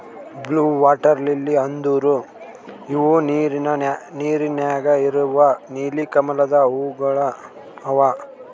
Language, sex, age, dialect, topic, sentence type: Kannada, male, 60-100, Northeastern, agriculture, statement